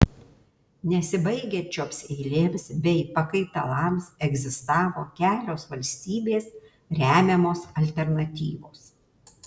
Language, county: Lithuanian, Alytus